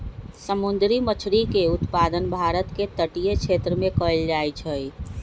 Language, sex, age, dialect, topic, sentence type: Magahi, female, 36-40, Western, agriculture, statement